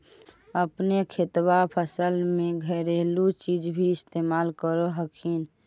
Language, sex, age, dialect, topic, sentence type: Magahi, female, 18-24, Central/Standard, agriculture, question